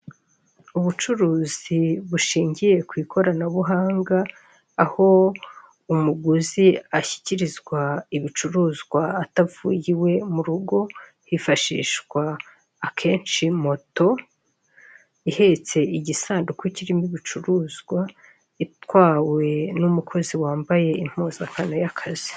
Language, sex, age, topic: Kinyarwanda, male, 36-49, finance